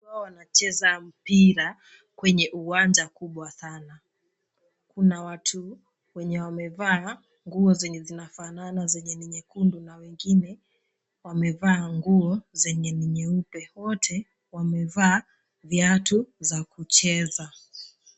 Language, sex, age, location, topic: Swahili, female, 18-24, Nakuru, government